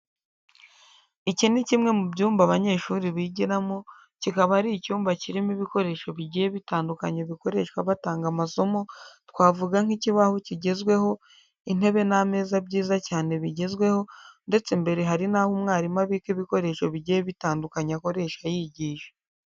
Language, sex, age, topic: Kinyarwanda, female, 25-35, education